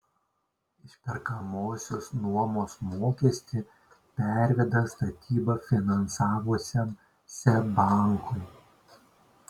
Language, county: Lithuanian, Šiauliai